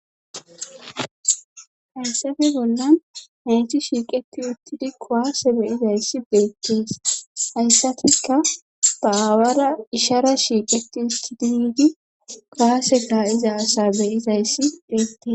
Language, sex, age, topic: Gamo, female, 25-35, government